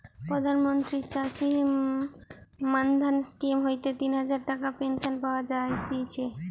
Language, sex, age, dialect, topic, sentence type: Bengali, female, 18-24, Western, agriculture, statement